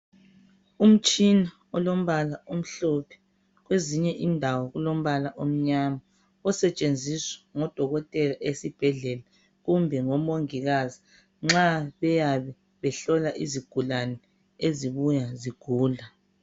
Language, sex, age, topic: North Ndebele, female, 25-35, health